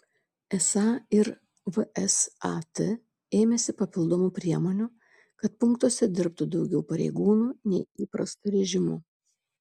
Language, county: Lithuanian, Šiauliai